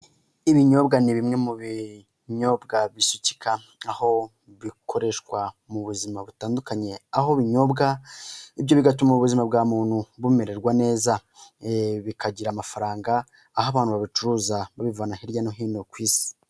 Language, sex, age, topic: Kinyarwanda, male, 18-24, finance